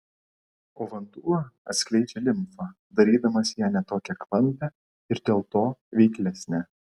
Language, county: Lithuanian, Vilnius